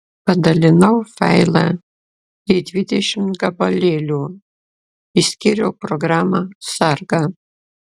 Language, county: Lithuanian, Klaipėda